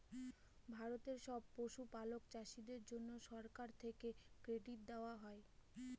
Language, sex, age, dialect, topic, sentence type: Bengali, female, 25-30, Northern/Varendri, agriculture, statement